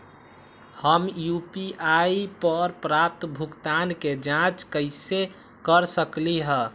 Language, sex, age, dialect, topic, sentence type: Magahi, male, 18-24, Western, banking, question